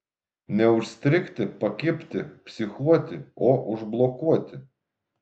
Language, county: Lithuanian, Šiauliai